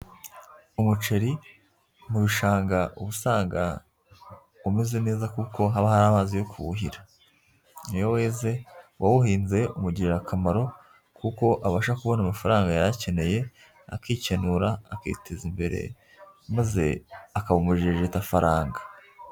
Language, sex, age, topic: Kinyarwanda, female, 25-35, agriculture